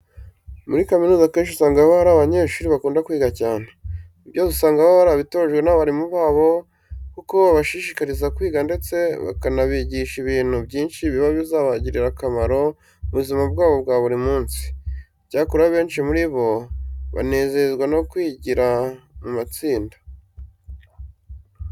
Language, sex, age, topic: Kinyarwanda, male, 18-24, education